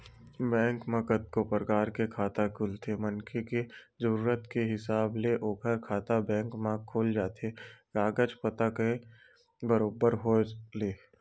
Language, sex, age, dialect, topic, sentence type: Chhattisgarhi, male, 18-24, Western/Budati/Khatahi, banking, statement